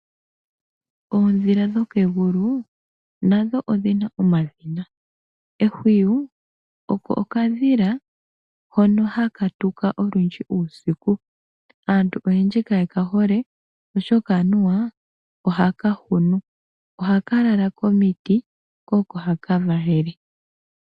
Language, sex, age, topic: Oshiwambo, female, 25-35, agriculture